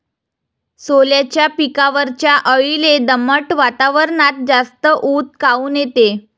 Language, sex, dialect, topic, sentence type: Marathi, female, Varhadi, agriculture, question